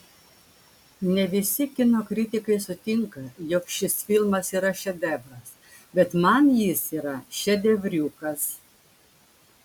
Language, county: Lithuanian, Klaipėda